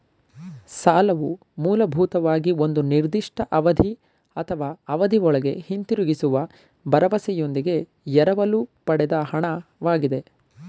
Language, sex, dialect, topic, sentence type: Kannada, male, Mysore Kannada, banking, statement